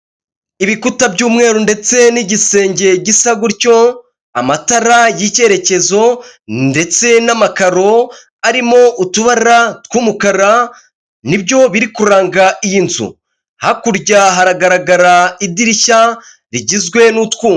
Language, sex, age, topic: Kinyarwanda, male, 25-35, finance